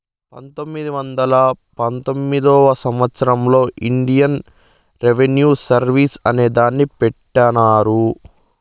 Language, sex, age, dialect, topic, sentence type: Telugu, male, 25-30, Southern, banking, statement